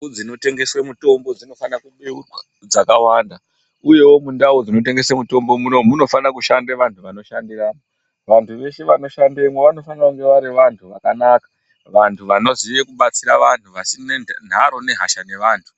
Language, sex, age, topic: Ndau, female, 36-49, health